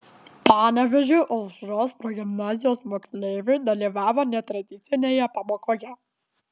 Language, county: Lithuanian, Klaipėda